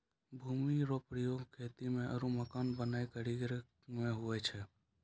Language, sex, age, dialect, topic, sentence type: Maithili, male, 18-24, Angika, agriculture, statement